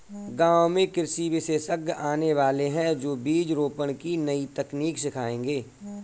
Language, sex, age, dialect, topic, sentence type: Hindi, male, 41-45, Kanauji Braj Bhasha, agriculture, statement